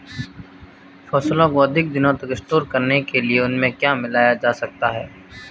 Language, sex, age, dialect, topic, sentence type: Hindi, male, 25-30, Marwari Dhudhari, agriculture, question